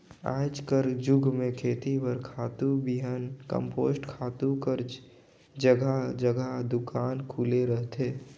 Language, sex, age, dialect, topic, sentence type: Chhattisgarhi, male, 18-24, Northern/Bhandar, agriculture, statement